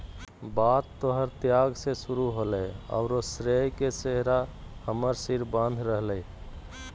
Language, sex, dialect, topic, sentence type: Magahi, male, Southern, banking, statement